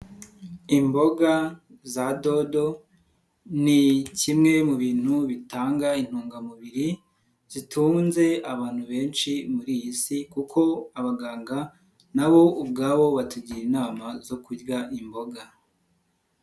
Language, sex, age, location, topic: Kinyarwanda, male, 18-24, Nyagatare, agriculture